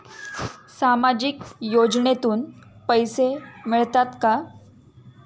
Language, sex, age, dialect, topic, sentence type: Marathi, female, 31-35, Standard Marathi, banking, question